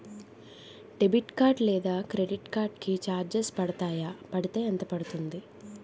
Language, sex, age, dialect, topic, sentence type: Telugu, female, 25-30, Utterandhra, banking, question